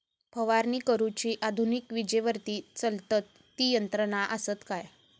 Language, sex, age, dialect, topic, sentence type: Marathi, female, 18-24, Southern Konkan, agriculture, question